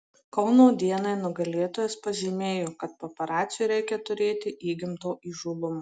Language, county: Lithuanian, Marijampolė